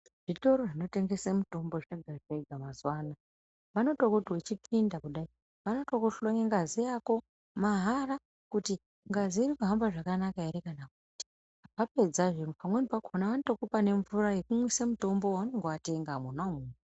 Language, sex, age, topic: Ndau, female, 36-49, health